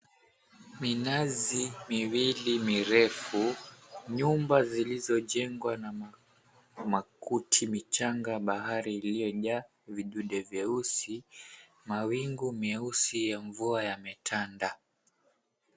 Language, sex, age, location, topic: Swahili, male, 18-24, Mombasa, agriculture